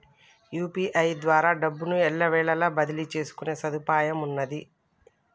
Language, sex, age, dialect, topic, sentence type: Telugu, female, 36-40, Telangana, banking, statement